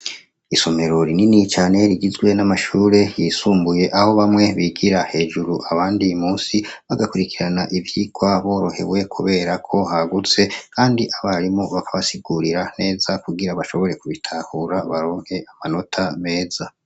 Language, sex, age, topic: Rundi, male, 25-35, education